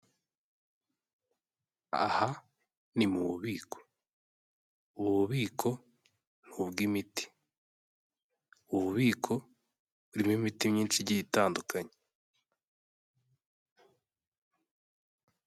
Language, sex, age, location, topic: Kinyarwanda, male, 18-24, Kigali, health